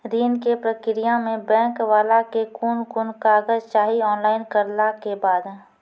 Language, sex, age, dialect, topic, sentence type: Maithili, female, 31-35, Angika, banking, question